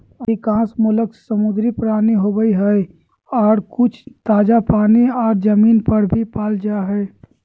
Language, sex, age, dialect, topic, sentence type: Magahi, female, 18-24, Southern, agriculture, statement